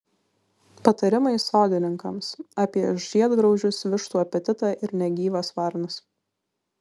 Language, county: Lithuanian, Vilnius